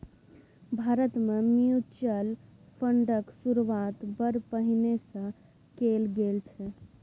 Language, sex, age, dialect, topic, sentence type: Maithili, female, 18-24, Bajjika, banking, statement